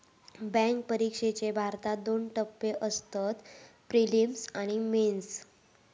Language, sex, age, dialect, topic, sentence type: Marathi, female, 18-24, Southern Konkan, banking, statement